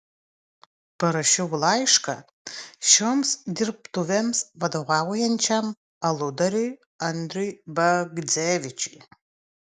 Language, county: Lithuanian, Utena